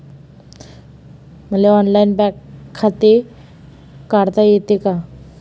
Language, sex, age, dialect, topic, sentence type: Marathi, female, 41-45, Varhadi, banking, question